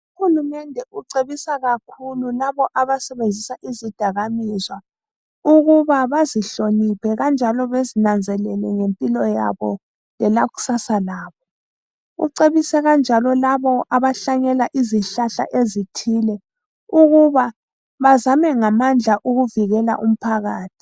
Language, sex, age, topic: North Ndebele, female, 25-35, health